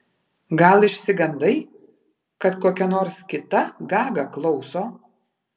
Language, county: Lithuanian, Vilnius